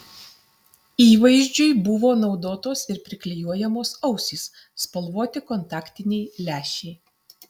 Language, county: Lithuanian, Utena